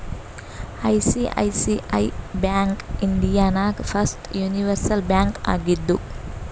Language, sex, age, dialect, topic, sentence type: Kannada, female, 18-24, Northeastern, banking, statement